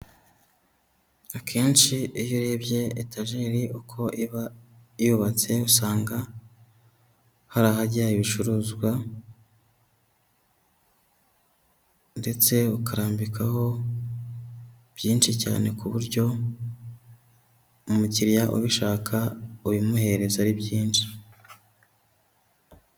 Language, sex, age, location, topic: Kinyarwanda, male, 18-24, Huye, agriculture